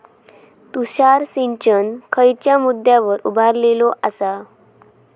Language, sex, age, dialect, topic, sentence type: Marathi, female, 18-24, Southern Konkan, agriculture, question